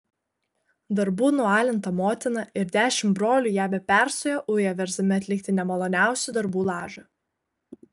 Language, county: Lithuanian, Kaunas